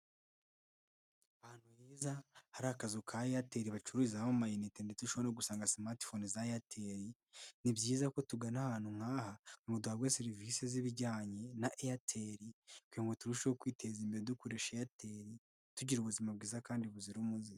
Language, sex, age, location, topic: Kinyarwanda, male, 18-24, Nyagatare, finance